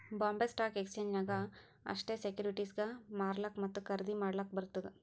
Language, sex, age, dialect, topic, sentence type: Kannada, female, 18-24, Northeastern, banking, statement